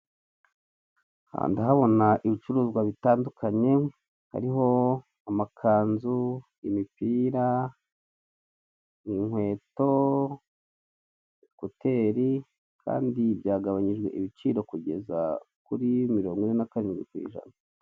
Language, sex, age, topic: Kinyarwanda, male, 36-49, finance